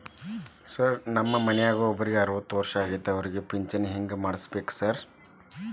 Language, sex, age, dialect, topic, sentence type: Kannada, male, 36-40, Dharwad Kannada, banking, question